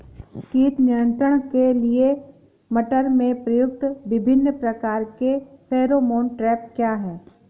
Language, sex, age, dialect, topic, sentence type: Hindi, female, 18-24, Awadhi Bundeli, agriculture, question